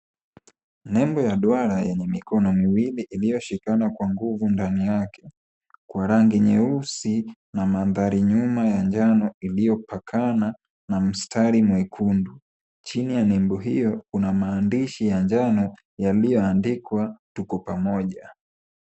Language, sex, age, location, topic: Swahili, male, 18-24, Kisumu, government